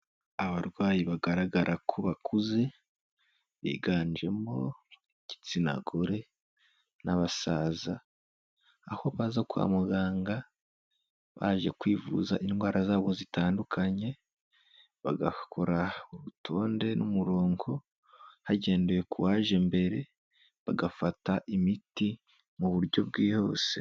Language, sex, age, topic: Kinyarwanda, male, 18-24, health